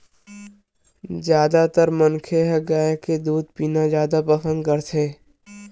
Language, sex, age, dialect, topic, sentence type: Chhattisgarhi, male, 18-24, Western/Budati/Khatahi, agriculture, statement